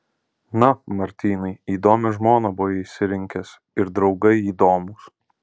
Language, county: Lithuanian, Alytus